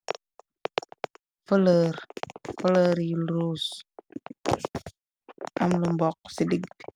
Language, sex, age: Wolof, female, 18-24